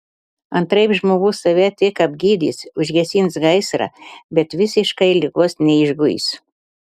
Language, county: Lithuanian, Telšiai